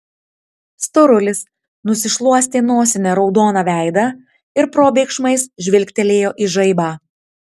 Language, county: Lithuanian, Tauragė